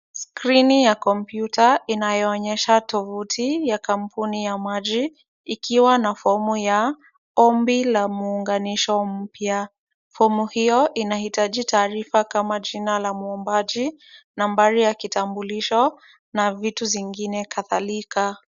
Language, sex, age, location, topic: Swahili, female, 36-49, Kisumu, government